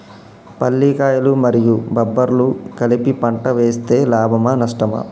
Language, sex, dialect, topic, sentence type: Telugu, male, Telangana, agriculture, question